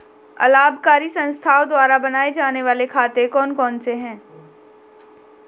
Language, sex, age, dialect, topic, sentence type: Hindi, female, 18-24, Marwari Dhudhari, banking, question